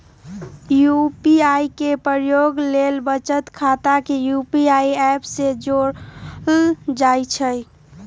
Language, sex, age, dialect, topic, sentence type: Magahi, female, 18-24, Western, banking, statement